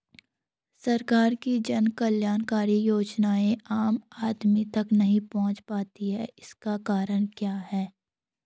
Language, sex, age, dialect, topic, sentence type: Hindi, female, 18-24, Garhwali, banking, question